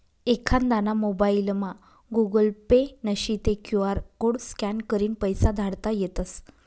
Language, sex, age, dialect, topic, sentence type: Marathi, female, 25-30, Northern Konkan, banking, statement